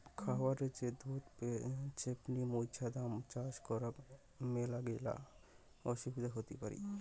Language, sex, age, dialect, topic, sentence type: Bengali, male, 18-24, Rajbangshi, agriculture, statement